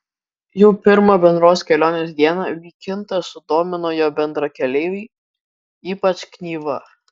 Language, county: Lithuanian, Kaunas